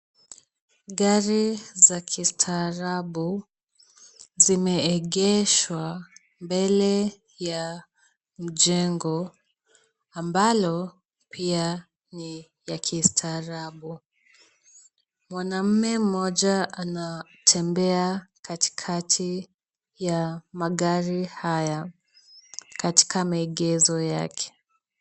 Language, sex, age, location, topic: Swahili, female, 18-24, Kisumu, finance